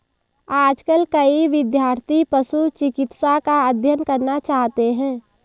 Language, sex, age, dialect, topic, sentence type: Hindi, female, 18-24, Marwari Dhudhari, agriculture, statement